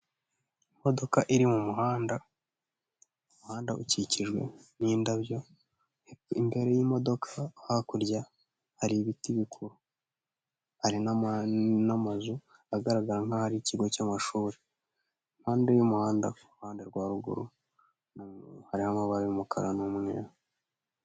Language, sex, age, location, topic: Kinyarwanda, male, 18-24, Huye, health